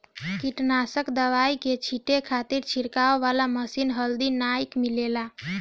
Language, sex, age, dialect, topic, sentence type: Bhojpuri, female, 25-30, Northern, agriculture, statement